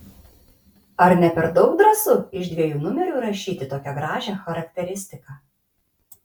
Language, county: Lithuanian, Kaunas